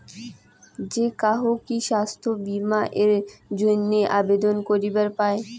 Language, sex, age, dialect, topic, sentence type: Bengali, female, 18-24, Rajbangshi, banking, question